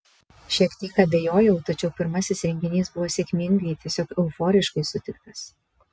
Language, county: Lithuanian, Vilnius